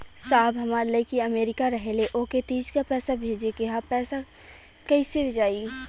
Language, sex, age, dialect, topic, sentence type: Bhojpuri, female, 18-24, Western, banking, question